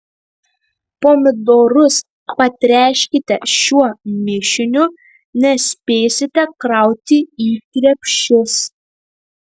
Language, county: Lithuanian, Marijampolė